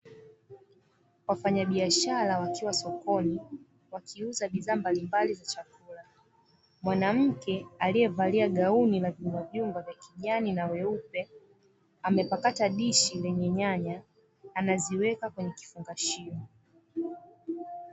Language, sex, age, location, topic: Swahili, female, 25-35, Dar es Salaam, finance